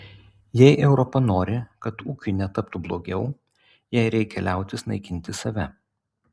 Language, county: Lithuanian, Utena